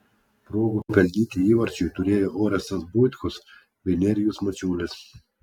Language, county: Lithuanian, Klaipėda